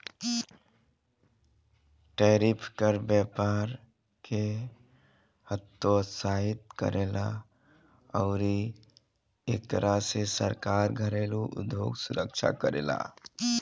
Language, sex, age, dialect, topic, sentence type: Bhojpuri, male, 25-30, Southern / Standard, banking, statement